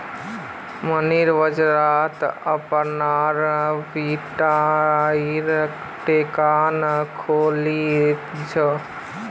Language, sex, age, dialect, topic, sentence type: Magahi, male, 18-24, Northeastern/Surjapuri, agriculture, statement